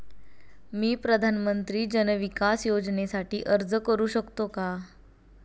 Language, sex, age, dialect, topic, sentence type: Marathi, female, 18-24, Standard Marathi, banking, question